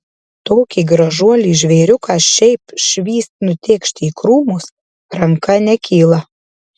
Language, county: Lithuanian, Marijampolė